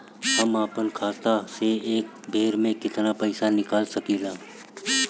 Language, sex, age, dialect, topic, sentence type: Bhojpuri, male, 31-35, Northern, banking, question